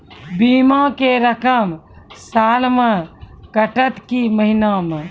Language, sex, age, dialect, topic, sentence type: Maithili, female, 18-24, Angika, banking, question